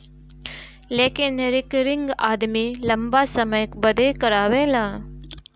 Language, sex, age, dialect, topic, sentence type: Bhojpuri, female, 25-30, Northern, banking, statement